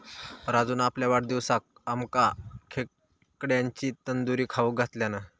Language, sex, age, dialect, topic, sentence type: Marathi, male, 18-24, Southern Konkan, agriculture, statement